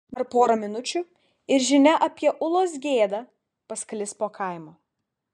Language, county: Lithuanian, Vilnius